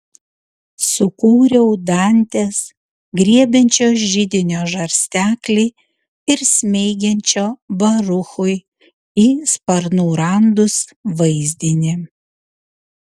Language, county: Lithuanian, Utena